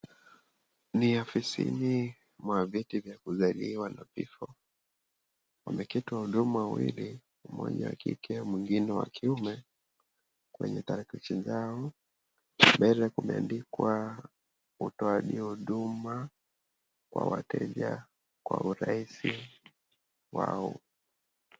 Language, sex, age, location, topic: Swahili, male, 25-35, Kisii, government